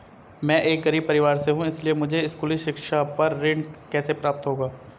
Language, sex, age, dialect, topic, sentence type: Hindi, female, 25-30, Marwari Dhudhari, banking, question